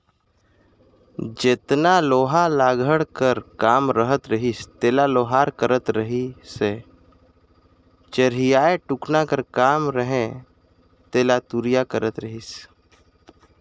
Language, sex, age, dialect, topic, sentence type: Chhattisgarhi, male, 25-30, Northern/Bhandar, agriculture, statement